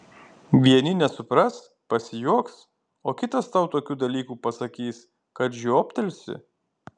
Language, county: Lithuanian, Kaunas